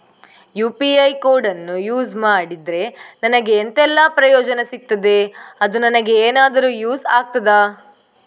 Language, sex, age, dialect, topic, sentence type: Kannada, female, 18-24, Coastal/Dakshin, banking, question